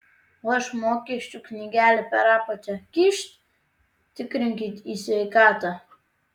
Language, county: Lithuanian, Tauragė